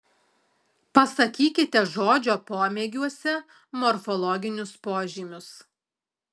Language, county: Lithuanian, Alytus